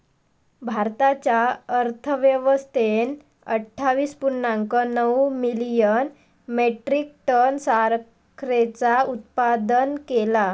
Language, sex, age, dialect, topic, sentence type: Marathi, female, 18-24, Southern Konkan, agriculture, statement